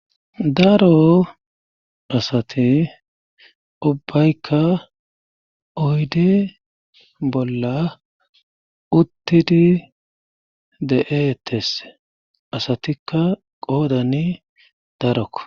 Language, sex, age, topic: Gamo, male, 36-49, government